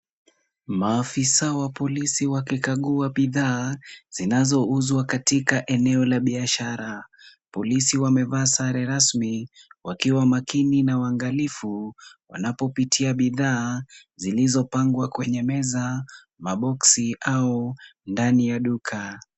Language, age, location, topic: Swahili, 18-24, Kisumu, health